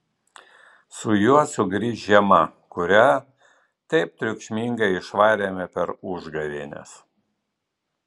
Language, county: Lithuanian, Vilnius